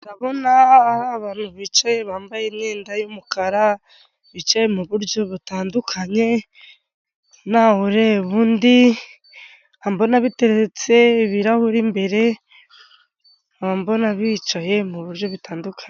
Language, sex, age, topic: Kinyarwanda, female, 36-49, government